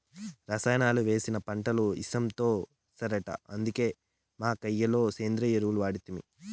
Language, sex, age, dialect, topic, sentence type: Telugu, male, 18-24, Southern, agriculture, statement